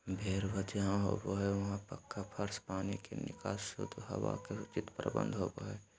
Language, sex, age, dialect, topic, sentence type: Magahi, male, 18-24, Southern, agriculture, statement